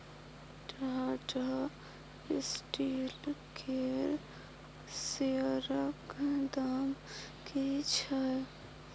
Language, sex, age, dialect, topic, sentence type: Maithili, female, 60-100, Bajjika, banking, statement